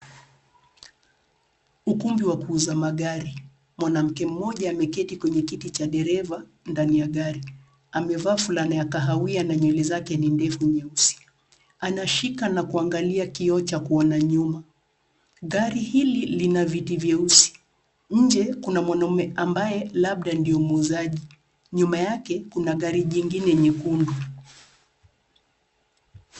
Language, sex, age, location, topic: Swahili, female, 36-49, Nairobi, finance